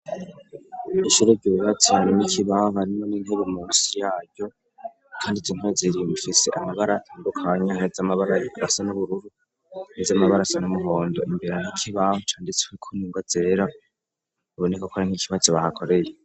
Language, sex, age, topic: Rundi, male, 36-49, education